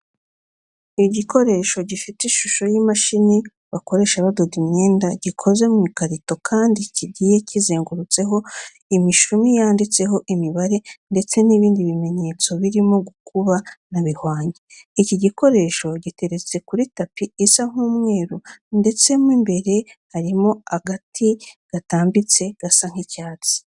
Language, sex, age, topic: Kinyarwanda, female, 36-49, education